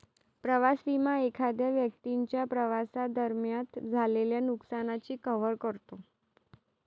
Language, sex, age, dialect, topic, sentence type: Marathi, female, 31-35, Varhadi, banking, statement